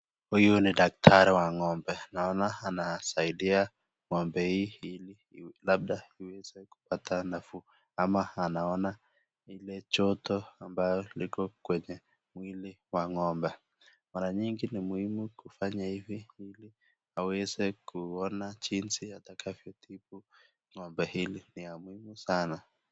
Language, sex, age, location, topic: Swahili, male, 25-35, Nakuru, health